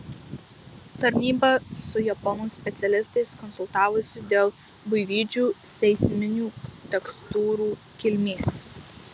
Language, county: Lithuanian, Marijampolė